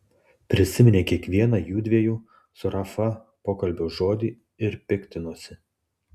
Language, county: Lithuanian, Tauragė